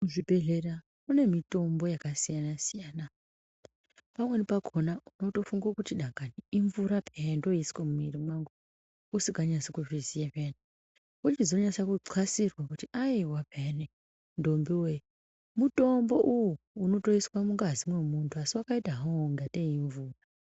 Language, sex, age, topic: Ndau, female, 25-35, health